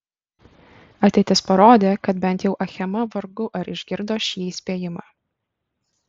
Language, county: Lithuanian, Kaunas